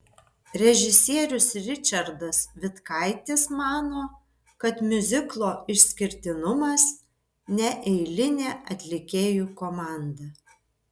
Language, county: Lithuanian, Vilnius